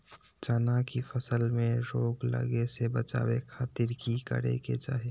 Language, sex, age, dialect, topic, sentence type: Magahi, male, 18-24, Southern, agriculture, question